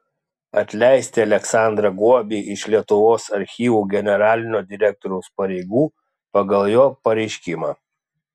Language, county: Lithuanian, Klaipėda